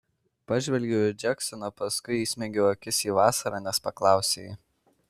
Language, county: Lithuanian, Kaunas